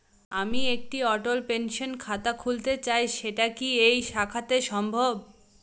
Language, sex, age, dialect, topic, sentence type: Bengali, female, 18-24, Northern/Varendri, banking, question